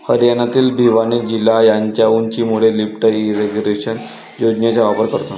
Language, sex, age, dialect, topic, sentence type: Marathi, male, 18-24, Varhadi, agriculture, statement